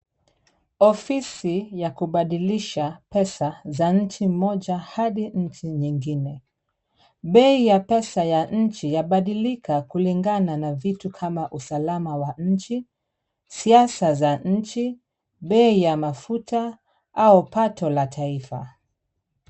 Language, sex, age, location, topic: Swahili, female, 36-49, Kisumu, finance